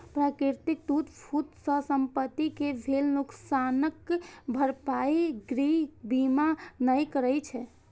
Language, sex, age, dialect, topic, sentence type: Maithili, female, 18-24, Eastern / Thethi, banking, statement